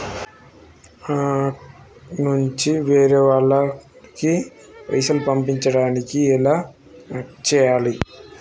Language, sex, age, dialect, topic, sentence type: Telugu, male, 18-24, Telangana, banking, question